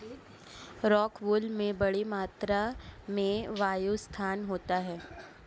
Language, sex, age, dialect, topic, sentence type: Hindi, female, 18-24, Marwari Dhudhari, agriculture, statement